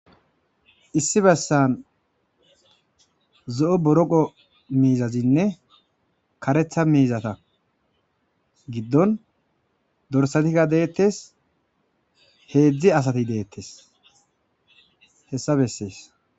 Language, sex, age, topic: Gamo, male, 25-35, agriculture